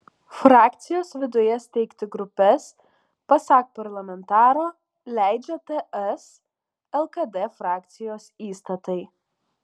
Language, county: Lithuanian, Alytus